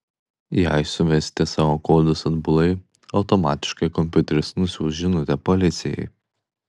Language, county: Lithuanian, Klaipėda